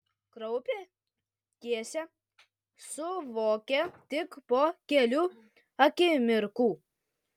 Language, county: Lithuanian, Kaunas